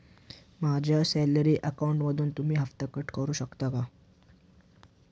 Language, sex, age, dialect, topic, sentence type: Marathi, male, 18-24, Standard Marathi, banking, question